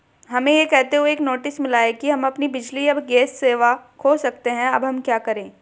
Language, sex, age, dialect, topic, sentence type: Hindi, female, 18-24, Hindustani Malvi Khadi Boli, banking, question